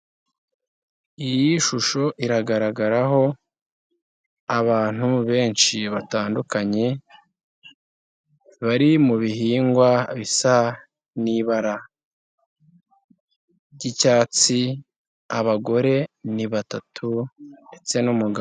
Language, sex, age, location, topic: Kinyarwanda, male, 18-24, Nyagatare, agriculture